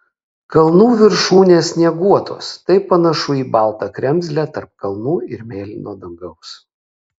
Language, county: Lithuanian, Kaunas